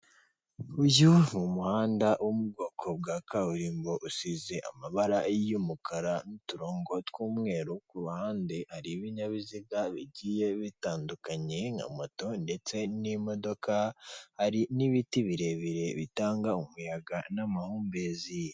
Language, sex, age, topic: Kinyarwanda, female, 18-24, finance